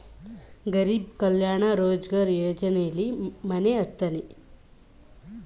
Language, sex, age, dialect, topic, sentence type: Kannada, female, 18-24, Mysore Kannada, banking, statement